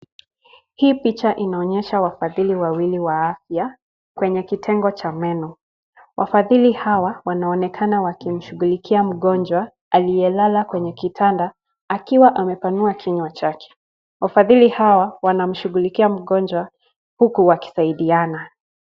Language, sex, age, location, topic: Swahili, female, 25-35, Nakuru, health